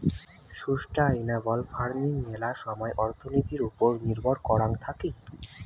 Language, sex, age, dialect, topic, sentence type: Bengali, male, 18-24, Rajbangshi, agriculture, statement